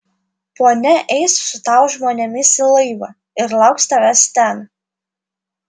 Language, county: Lithuanian, Vilnius